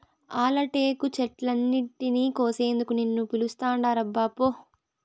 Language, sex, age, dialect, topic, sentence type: Telugu, female, 25-30, Southern, agriculture, statement